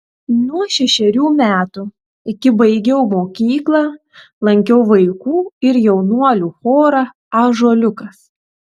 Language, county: Lithuanian, Telšiai